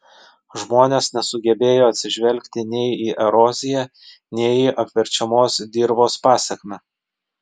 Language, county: Lithuanian, Vilnius